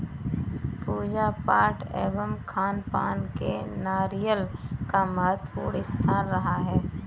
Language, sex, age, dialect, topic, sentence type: Hindi, female, 18-24, Kanauji Braj Bhasha, agriculture, statement